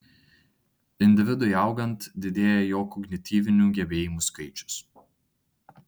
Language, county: Lithuanian, Tauragė